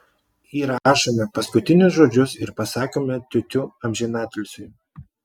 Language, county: Lithuanian, Klaipėda